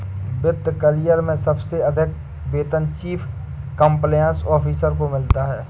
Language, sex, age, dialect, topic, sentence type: Hindi, male, 56-60, Awadhi Bundeli, banking, statement